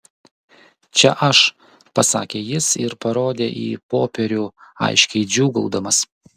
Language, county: Lithuanian, Kaunas